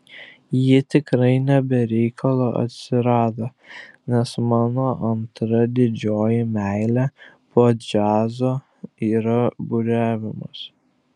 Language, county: Lithuanian, Klaipėda